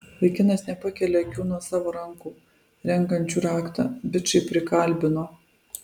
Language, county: Lithuanian, Alytus